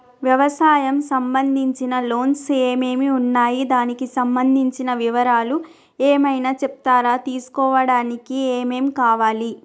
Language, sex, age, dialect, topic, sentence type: Telugu, female, 31-35, Telangana, banking, question